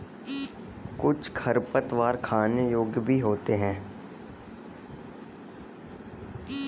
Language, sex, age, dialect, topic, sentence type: Hindi, female, 18-24, Kanauji Braj Bhasha, agriculture, statement